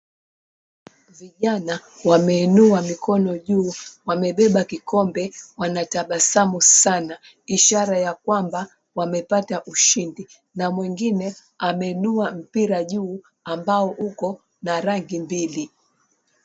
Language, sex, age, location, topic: Swahili, female, 36-49, Mombasa, government